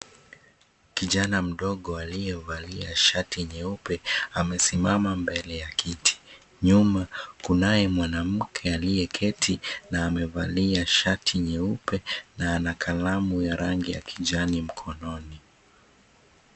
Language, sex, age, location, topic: Swahili, male, 25-35, Mombasa, health